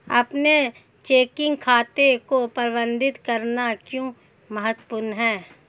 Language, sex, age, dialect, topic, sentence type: Hindi, female, 31-35, Hindustani Malvi Khadi Boli, banking, question